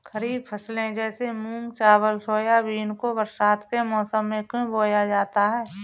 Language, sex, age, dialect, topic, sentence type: Hindi, female, 25-30, Awadhi Bundeli, agriculture, question